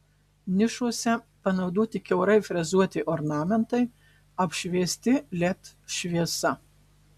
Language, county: Lithuanian, Marijampolė